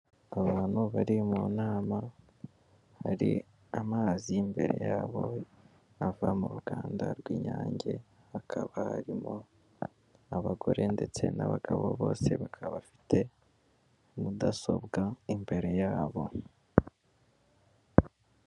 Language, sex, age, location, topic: Kinyarwanda, male, 18-24, Kigali, government